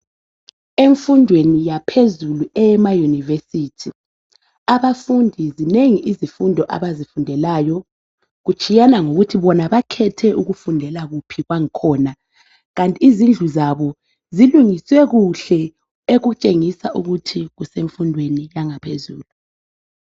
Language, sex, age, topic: North Ndebele, female, 25-35, education